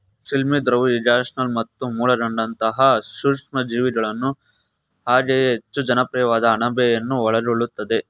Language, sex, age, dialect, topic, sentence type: Kannada, male, 18-24, Mysore Kannada, agriculture, statement